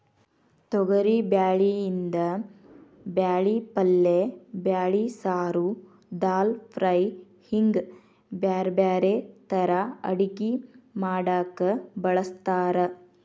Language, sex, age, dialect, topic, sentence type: Kannada, female, 31-35, Dharwad Kannada, agriculture, statement